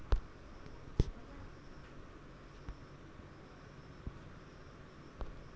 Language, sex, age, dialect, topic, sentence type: Bengali, female, 18-24, Rajbangshi, agriculture, question